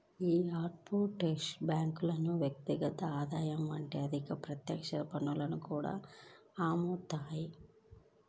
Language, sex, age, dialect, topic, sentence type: Telugu, female, 25-30, Central/Coastal, banking, statement